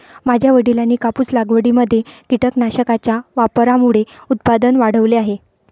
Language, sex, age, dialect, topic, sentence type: Marathi, female, 31-35, Varhadi, agriculture, statement